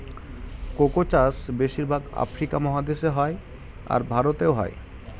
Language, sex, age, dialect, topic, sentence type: Bengali, male, 18-24, Standard Colloquial, agriculture, statement